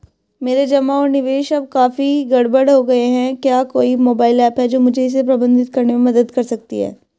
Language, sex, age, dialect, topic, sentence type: Hindi, female, 18-24, Hindustani Malvi Khadi Boli, banking, question